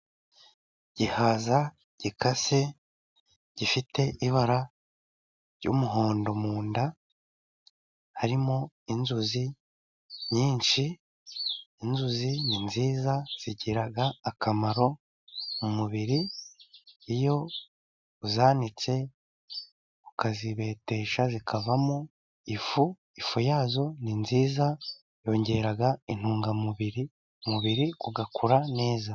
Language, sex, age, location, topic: Kinyarwanda, male, 36-49, Musanze, agriculture